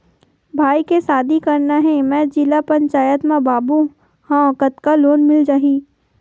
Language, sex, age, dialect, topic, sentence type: Chhattisgarhi, female, 18-24, Western/Budati/Khatahi, banking, question